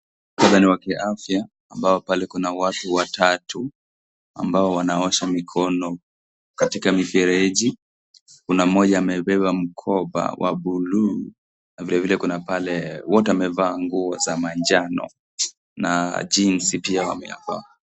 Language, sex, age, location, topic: Swahili, male, 18-24, Kisii, health